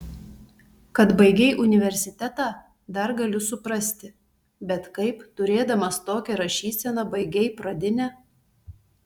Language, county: Lithuanian, Telšiai